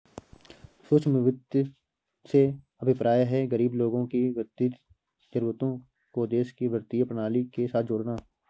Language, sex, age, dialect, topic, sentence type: Hindi, male, 18-24, Awadhi Bundeli, banking, statement